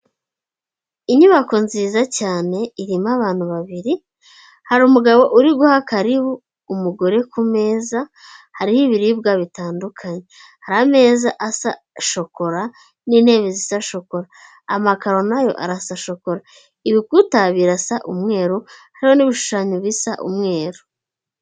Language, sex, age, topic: Kinyarwanda, female, 18-24, finance